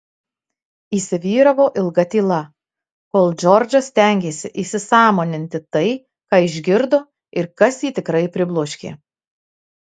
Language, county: Lithuanian, Marijampolė